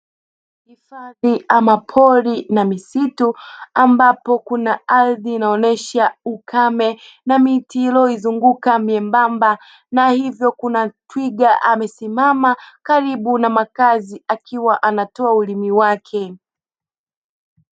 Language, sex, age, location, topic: Swahili, female, 36-49, Dar es Salaam, agriculture